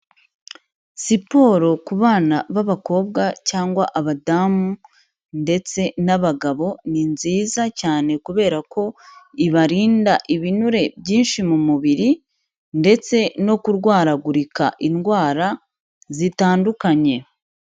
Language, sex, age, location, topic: Kinyarwanda, female, 25-35, Kigali, health